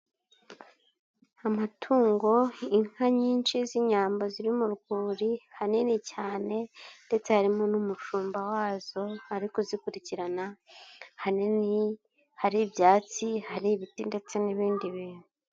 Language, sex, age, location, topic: Kinyarwanda, male, 25-35, Nyagatare, agriculture